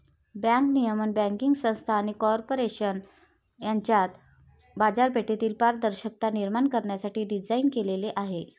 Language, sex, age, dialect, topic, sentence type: Marathi, female, 36-40, Varhadi, banking, statement